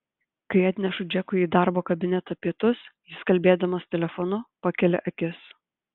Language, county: Lithuanian, Utena